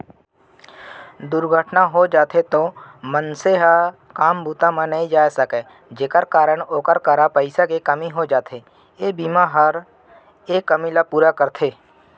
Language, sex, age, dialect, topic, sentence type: Chhattisgarhi, male, 25-30, Central, banking, statement